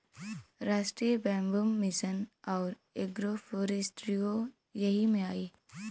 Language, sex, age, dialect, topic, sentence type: Bhojpuri, female, 18-24, Western, agriculture, statement